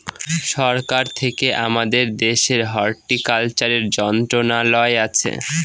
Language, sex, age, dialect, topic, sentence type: Bengali, male, 18-24, Northern/Varendri, agriculture, statement